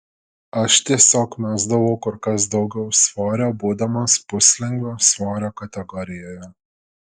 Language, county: Lithuanian, Šiauliai